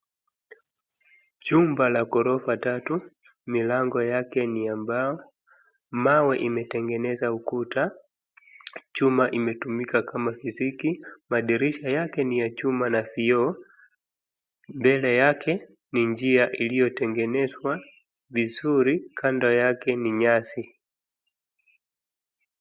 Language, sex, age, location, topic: Swahili, male, 25-35, Wajir, education